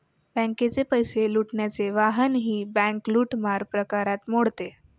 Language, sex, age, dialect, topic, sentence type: Marathi, female, 18-24, Standard Marathi, banking, statement